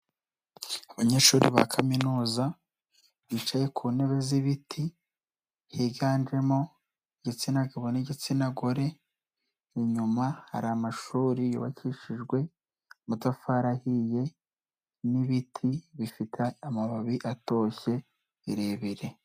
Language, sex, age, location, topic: Kinyarwanda, male, 18-24, Nyagatare, education